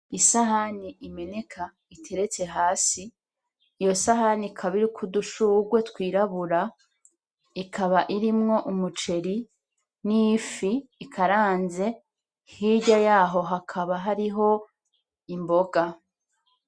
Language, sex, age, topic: Rundi, female, 25-35, agriculture